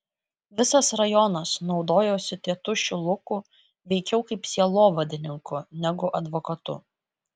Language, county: Lithuanian, Kaunas